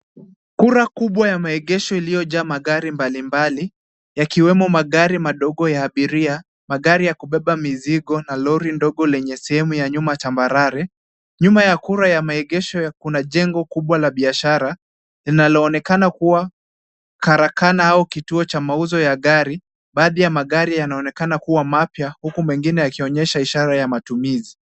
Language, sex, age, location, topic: Swahili, male, 25-35, Kisumu, finance